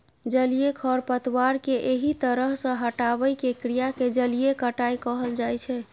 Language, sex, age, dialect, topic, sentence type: Maithili, female, 25-30, Eastern / Thethi, agriculture, statement